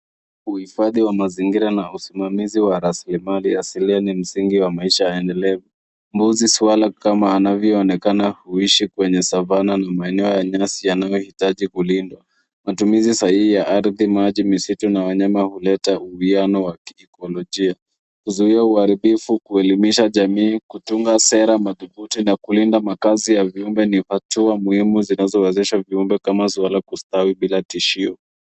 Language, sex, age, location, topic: Swahili, female, 25-35, Nairobi, government